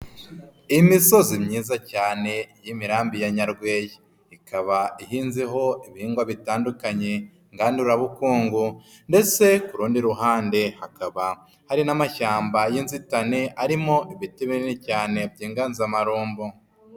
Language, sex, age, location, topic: Kinyarwanda, female, 18-24, Nyagatare, agriculture